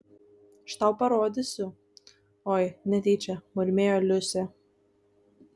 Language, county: Lithuanian, Kaunas